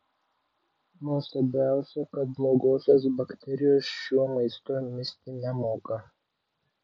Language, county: Lithuanian, Vilnius